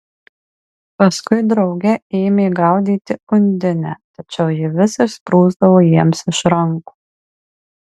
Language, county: Lithuanian, Marijampolė